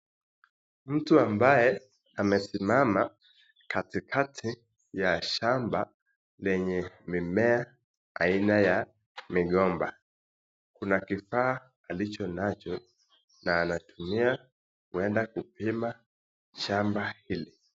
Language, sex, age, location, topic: Swahili, male, 18-24, Nakuru, agriculture